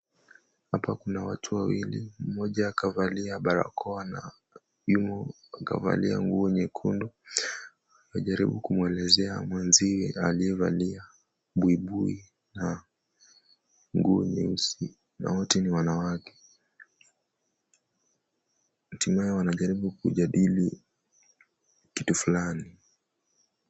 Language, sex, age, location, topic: Swahili, male, 18-24, Kisumu, health